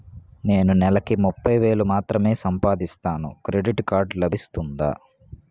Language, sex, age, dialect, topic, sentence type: Telugu, male, 18-24, Utterandhra, banking, question